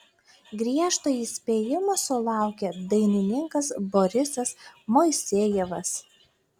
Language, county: Lithuanian, Klaipėda